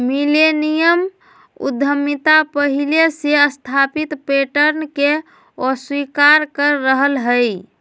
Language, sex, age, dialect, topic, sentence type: Magahi, female, 25-30, Western, banking, statement